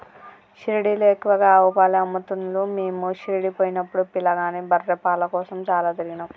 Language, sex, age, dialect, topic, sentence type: Telugu, female, 25-30, Telangana, agriculture, statement